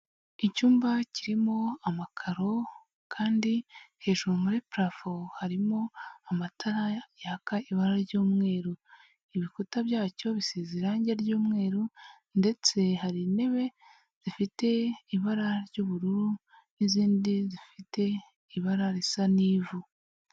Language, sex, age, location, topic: Kinyarwanda, female, 36-49, Huye, health